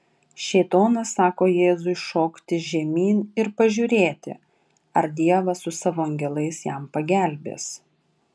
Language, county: Lithuanian, Vilnius